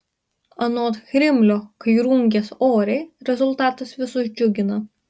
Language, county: Lithuanian, Marijampolė